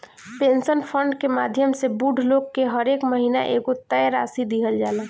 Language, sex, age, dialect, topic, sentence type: Bhojpuri, female, 18-24, Southern / Standard, banking, statement